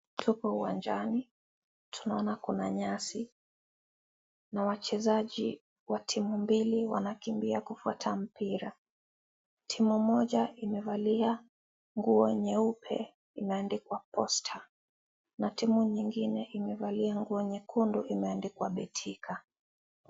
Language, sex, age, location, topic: Swahili, female, 25-35, Kisii, government